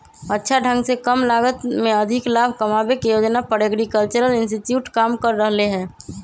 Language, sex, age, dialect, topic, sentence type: Magahi, male, 25-30, Western, agriculture, statement